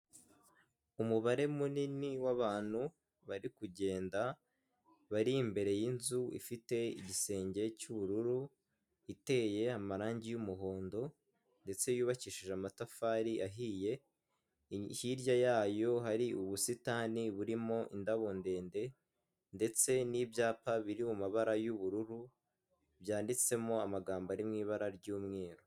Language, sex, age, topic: Kinyarwanda, male, 18-24, government